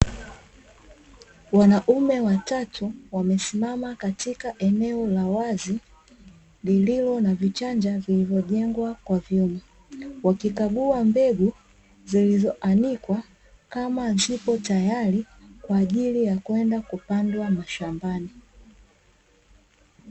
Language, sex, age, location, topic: Swahili, female, 25-35, Dar es Salaam, agriculture